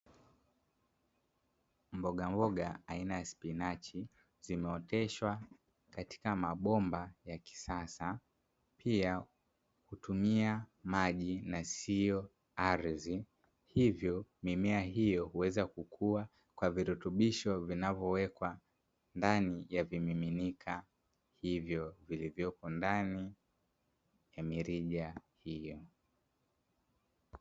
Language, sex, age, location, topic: Swahili, male, 25-35, Dar es Salaam, agriculture